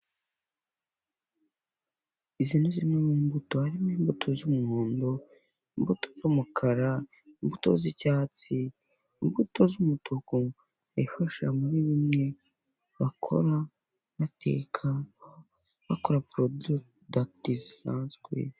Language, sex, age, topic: Kinyarwanda, male, 25-35, finance